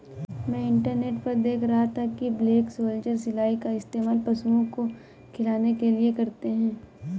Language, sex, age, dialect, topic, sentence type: Hindi, female, 18-24, Awadhi Bundeli, agriculture, statement